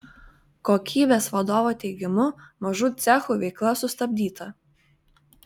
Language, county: Lithuanian, Vilnius